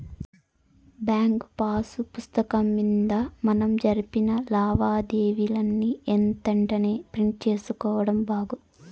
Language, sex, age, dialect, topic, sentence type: Telugu, female, 18-24, Southern, banking, statement